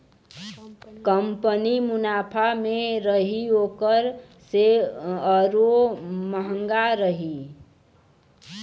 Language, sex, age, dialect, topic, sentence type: Bhojpuri, female, 18-24, Western, banking, statement